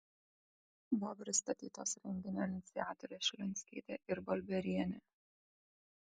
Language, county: Lithuanian, Kaunas